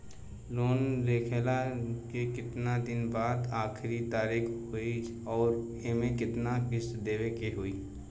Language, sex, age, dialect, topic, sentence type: Bhojpuri, male, 18-24, Western, banking, question